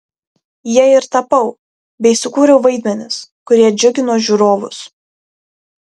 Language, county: Lithuanian, Kaunas